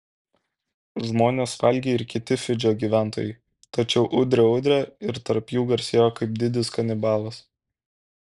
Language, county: Lithuanian, Kaunas